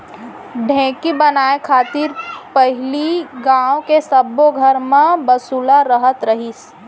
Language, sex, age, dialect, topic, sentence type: Chhattisgarhi, female, 25-30, Central, agriculture, statement